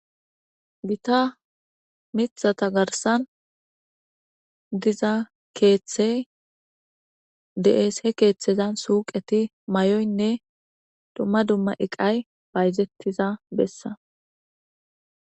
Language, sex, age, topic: Gamo, female, 18-24, government